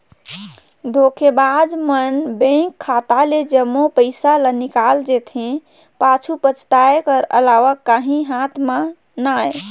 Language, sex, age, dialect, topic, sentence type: Chhattisgarhi, female, 31-35, Northern/Bhandar, banking, statement